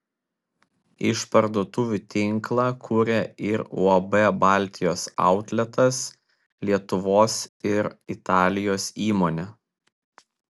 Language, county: Lithuanian, Vilnius